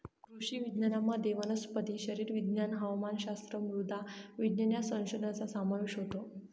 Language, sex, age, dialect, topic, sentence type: Marathi, female, 18-24, Northern Konkan, agriculture, statement